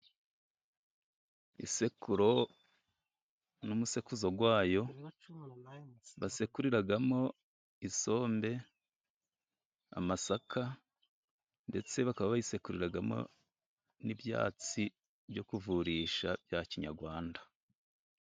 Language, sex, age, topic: Kinyarwanda, male, 36-49, government